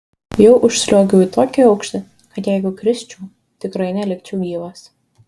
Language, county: Lithuanian, Šiauliai